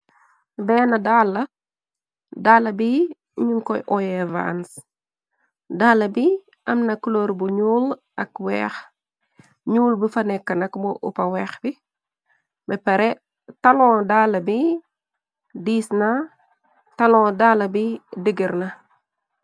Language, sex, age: Wolof, female, 36-49